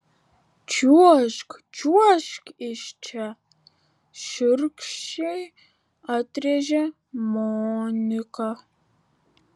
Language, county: Lithuanian, Vilnius